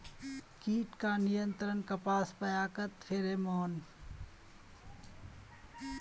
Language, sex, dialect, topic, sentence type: Magahi, male, Northeastern/Surjapuri, agriculture, question